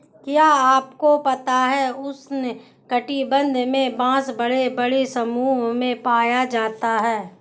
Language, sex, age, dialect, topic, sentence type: Hindi, female, 18-24, Hindustani Malvi Khadi Boli, agriculture, statement